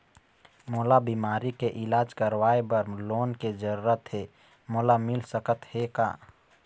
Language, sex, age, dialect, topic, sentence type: Chhattisgarhi, male, 31-35, Eastern, banking, question